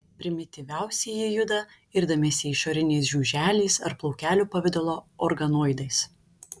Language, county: Lithuanian, Šiauliai